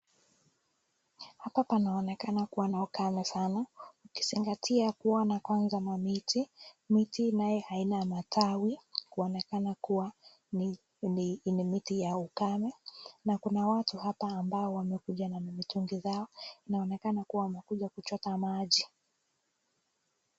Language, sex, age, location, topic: Swahili, female, 18-24, Nakuru, health